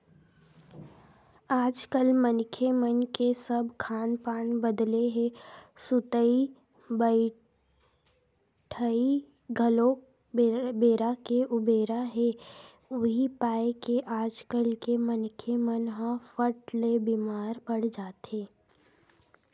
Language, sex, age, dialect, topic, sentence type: Chhattisgarhi, female, 18-24, Western/Budati/Khatahi, banking, statement